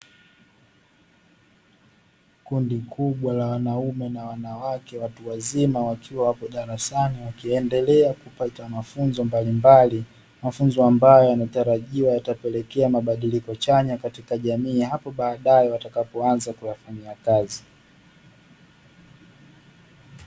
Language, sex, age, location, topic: Swahili, male, 18-24, Dar es Salaam, education